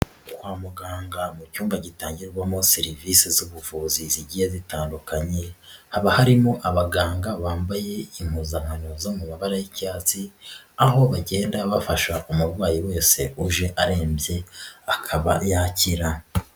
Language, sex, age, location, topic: Kinyarwanda, female, 36-49, Nyagatare, health